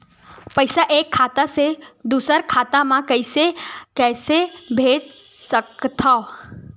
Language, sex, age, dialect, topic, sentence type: Chhattisgarhi, female, 18-24, Western/Budati/Khatahi, banking, question